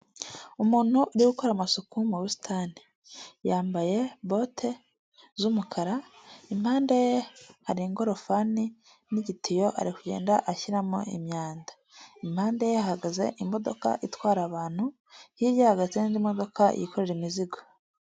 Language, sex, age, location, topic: Kinyarwanda, male, 25-35, Kigali, government